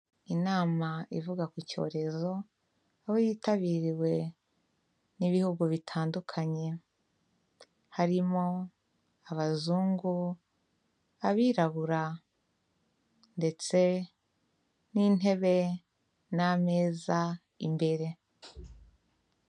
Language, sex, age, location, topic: Kinyarwanda, female, 25-35, Kigali, health